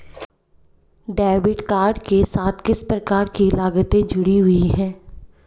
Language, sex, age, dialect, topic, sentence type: Hindi, female, 25-30, Hindustani Malvi Khadi Boli, banking, question